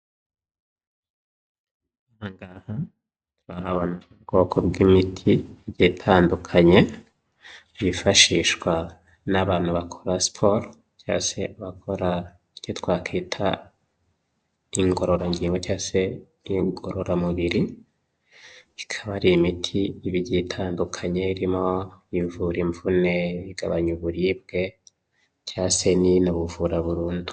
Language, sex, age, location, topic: Kinyarwanda, male, 25-35, Huye, health